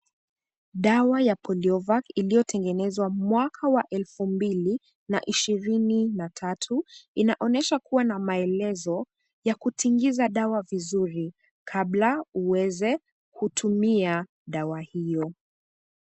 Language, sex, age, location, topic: Swahili, female, 18-24, Kisumu, health